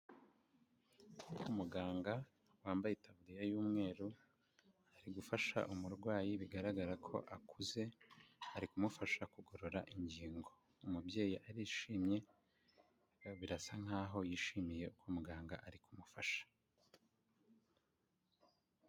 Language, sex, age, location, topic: Kinyarwanda, male, 25-35, Kigali, health